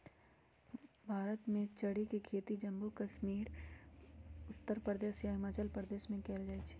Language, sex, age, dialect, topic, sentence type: Magahi, male, 41-45, Western, agriculture, statement